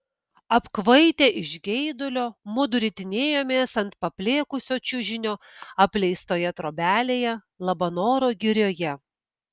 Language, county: Lithuanian, Kaunas